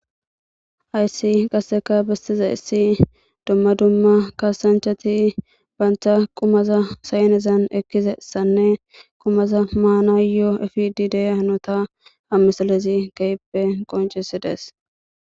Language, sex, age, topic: Gamo, female, 18-24, government